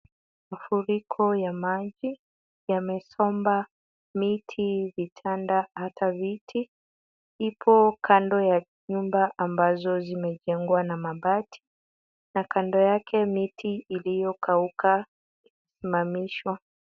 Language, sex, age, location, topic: Swahili, female, 25-35, Kisumu, health